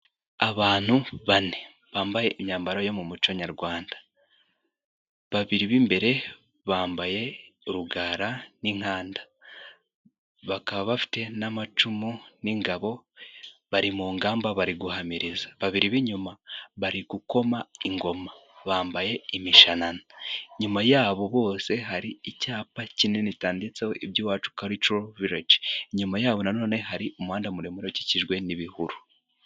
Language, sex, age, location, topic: Kinyarwanda, male, 18-24, Musanze, government